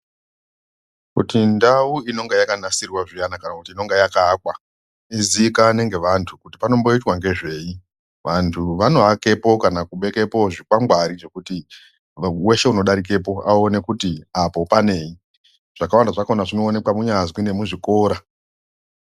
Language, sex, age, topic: Ndau, female, 25-35, education